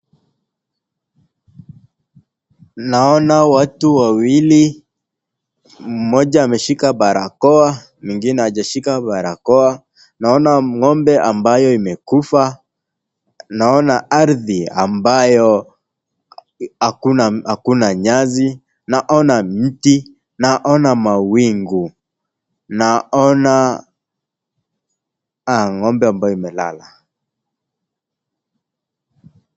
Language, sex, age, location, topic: Swahili, male, 18-24, Nakuru, health